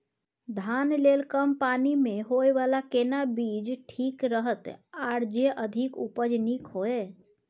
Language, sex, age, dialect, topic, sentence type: Maithili, female, 31-35, Bajjika, agriculture, question